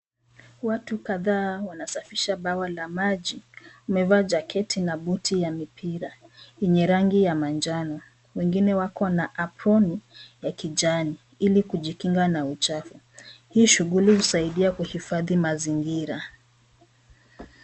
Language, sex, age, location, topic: Swahili, female, 25-35, Nairobi, government